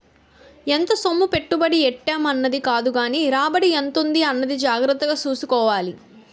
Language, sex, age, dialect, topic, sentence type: Telugu, female, 18-24, Utterandhra, banking, statement